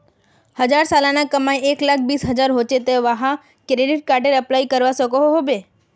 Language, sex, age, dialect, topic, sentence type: Magahi, female, 56-60, Northeastern/Surjapuri, banking, question